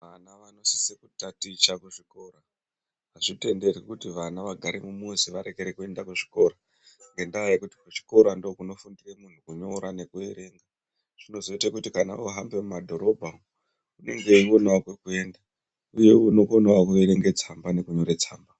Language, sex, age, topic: Ndau, female, 36-49, education